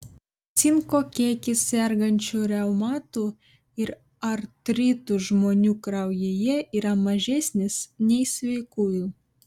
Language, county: Lithuanian, Vilnius